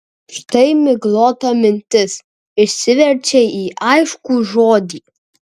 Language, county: Lithuanian, Kaunas